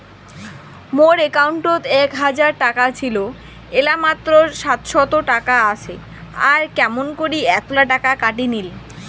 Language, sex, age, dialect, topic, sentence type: Bengali, female, 18-24, Rajbangshi, banking, question